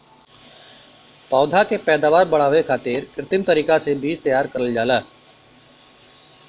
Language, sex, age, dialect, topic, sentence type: Bhojpuri, male, 41-45, Western, agriculture, statement